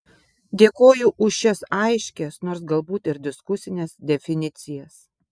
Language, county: Lithuanian, Vilnius